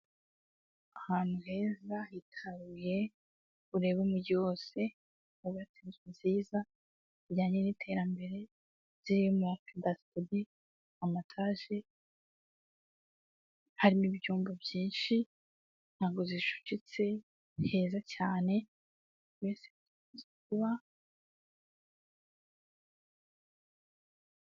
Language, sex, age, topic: Kinyarwanda, male, 18-24, government